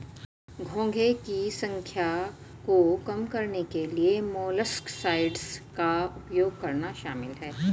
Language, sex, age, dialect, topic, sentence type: Hindi, female, 41-45, Hindustani Malvi Khadi Boli, agriculture, statement